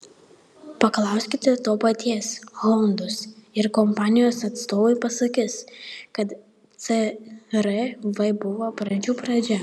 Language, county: Lithuanian, Panevėžys